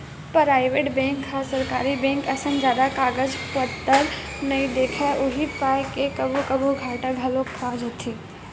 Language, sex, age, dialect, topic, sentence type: Chhattisgarhi, female, 18-24, Western/Budati/Khatahi, banking, statement